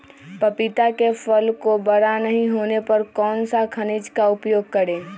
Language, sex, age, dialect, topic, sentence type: Magahi, female, 18-24, Western, agriculture, question